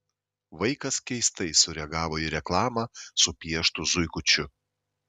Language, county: Lithuanian, Šiauliai